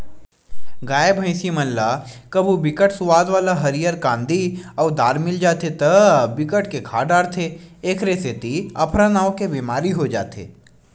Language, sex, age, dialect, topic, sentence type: Chhattisgarhi, male, 18-24, Western/Budati/Khatahi, agriculture, statement